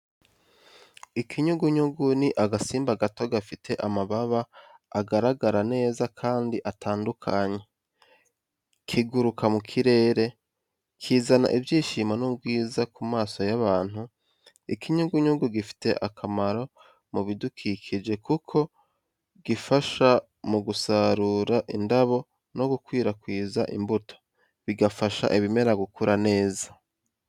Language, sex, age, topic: Kinyarwanda, male, 25-35, education